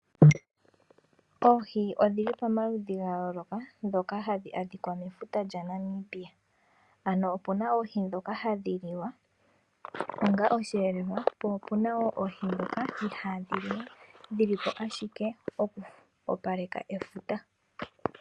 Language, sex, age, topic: Oshiwambo, female, 18-24, agriculture